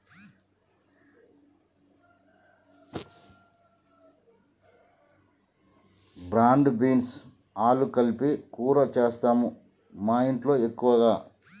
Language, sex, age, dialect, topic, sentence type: Telugu, male, 46-50, Telangana, agriculture, statement